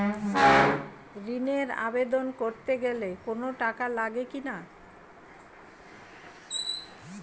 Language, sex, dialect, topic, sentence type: Bengali, female, Standard Colloquial, banking, question